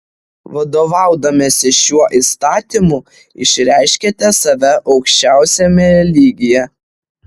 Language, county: Lithuanian, Vilnius